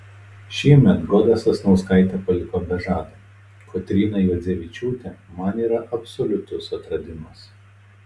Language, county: Lithuanian, Telšiai